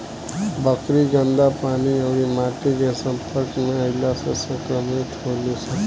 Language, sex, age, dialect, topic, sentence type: Bhojpuri, male, 18-24, Southern / Standard, agriculture, statement